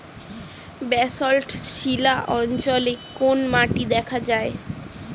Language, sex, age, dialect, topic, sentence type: Bengali, female, 18-24, Standard Colloquial, agriculture, question